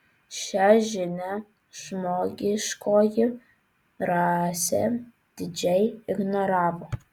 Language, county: Lithuanian, Vilnius